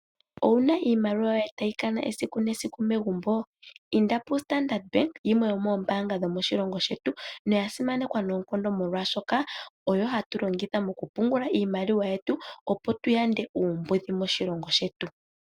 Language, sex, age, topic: Oshiwambo, female, 18-24, finance